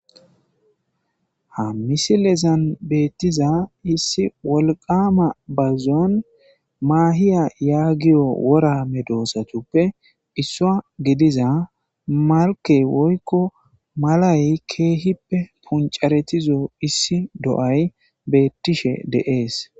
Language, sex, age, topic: Gamo, male, 18-24, agriculture